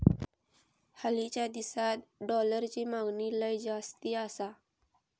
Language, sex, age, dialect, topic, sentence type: Marathi, female, 25-30, Southern Konkan, banking, statement